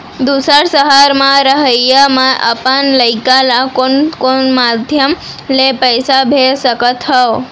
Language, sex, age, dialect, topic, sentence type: Chhattisgarhi, female, 36-40, Central, banking, question